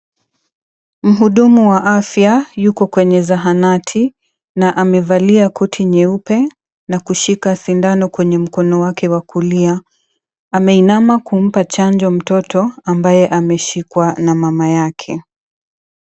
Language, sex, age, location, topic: Swahili, female, 25-35, Mombasa, health